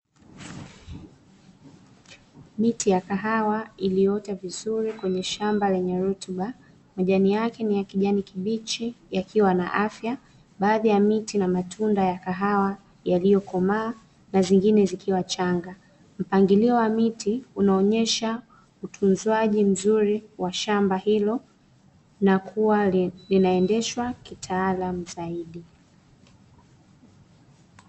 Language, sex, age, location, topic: Swahili, female, 25-35, Dar es Salaam, agriculture